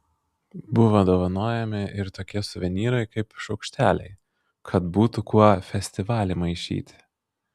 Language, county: Lithuanian, Vilnius